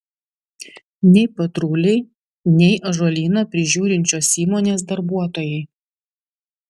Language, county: Lithuanian, Vilnius